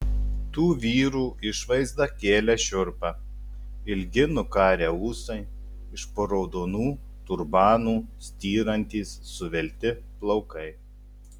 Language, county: Lithuanian, Telšiai